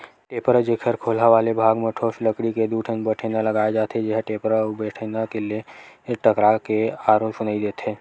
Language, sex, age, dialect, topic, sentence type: Chhattisgarhi, male, 18-24, Western/Budati/Khatahi, agriculture, statement